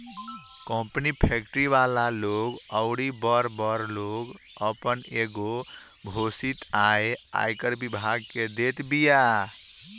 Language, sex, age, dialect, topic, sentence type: Bhojpuri, male, 18-24, Northern, banking, statement